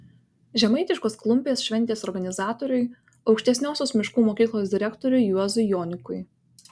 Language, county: Lithuanian, Kaunas